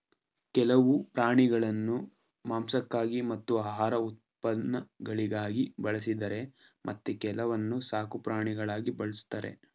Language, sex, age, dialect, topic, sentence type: Kannada, male, 18-24, Mysore Kannada, agriculture, statement